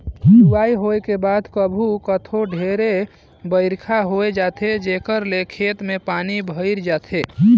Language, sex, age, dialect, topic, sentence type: Chhattisgarhi, male, 18-24, Northern/Bhandar, agriculture, statement